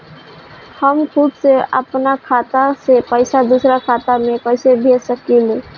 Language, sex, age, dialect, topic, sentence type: Bhojpuri, female, 18-24, Northern, banking, question